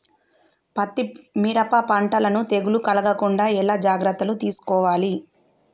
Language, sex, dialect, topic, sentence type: Telugu, female, Telangana, agriculture, question